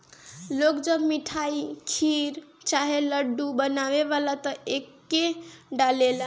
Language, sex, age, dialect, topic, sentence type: Bhojpuri, female, 41-45, Northern, agriculture, statement